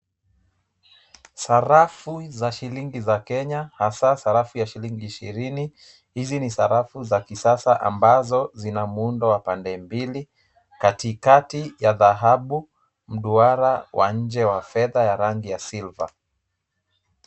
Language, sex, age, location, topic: Swahili, male, 25-35, Kisumu, finance